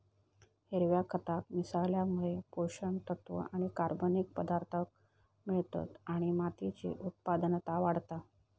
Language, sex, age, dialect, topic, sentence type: Marathi, female, 25-30, Southern Konkan, agriculture, statement